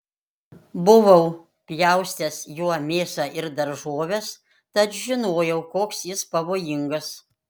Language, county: Lithuanian, Panevėžys